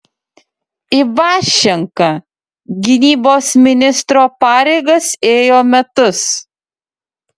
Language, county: Lithuanian, Utena